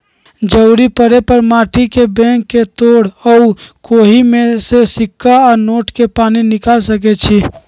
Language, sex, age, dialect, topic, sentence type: Magahi, male, 18-24, Western, banking, statement